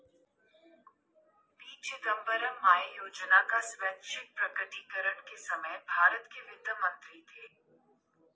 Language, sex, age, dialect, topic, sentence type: Hindi, female, 25-30, Marwari Dhudhari, banking, statement